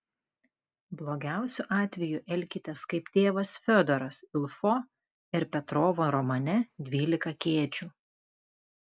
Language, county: Lithuanian, Klaipėda